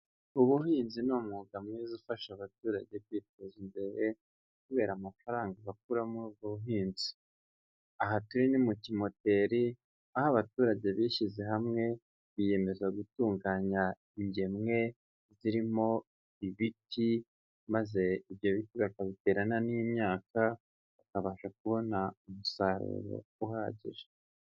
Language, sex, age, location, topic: Kinyarwanda, male, 25-35, Huye, agriculture